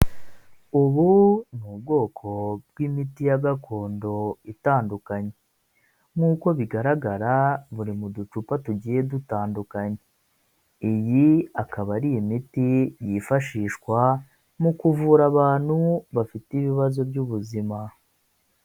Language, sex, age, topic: Kinyarwanda, male, 25-35, health